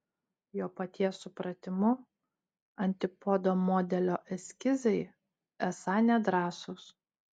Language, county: Lithuanian, Utena